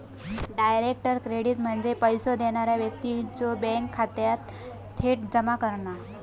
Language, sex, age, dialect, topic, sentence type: Marathi, female, 18-24, Southern Konkan, banking, statement